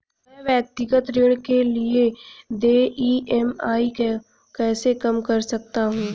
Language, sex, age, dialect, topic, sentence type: Hindi, female, 31-35, Hindustani Malvi Khadi Boli, banking, question